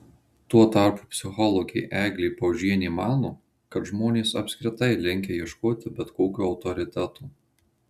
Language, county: Lithuanian, Marijampolė